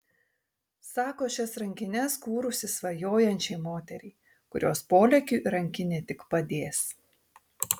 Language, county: Lithuanian, Tauragė